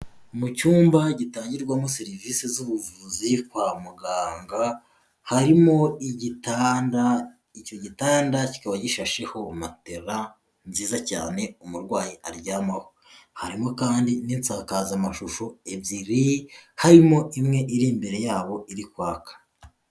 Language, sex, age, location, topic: Kinyarwanda, male, 18-24, Huye, health